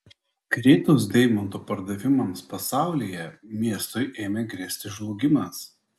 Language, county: Lithuanian, Klaipėda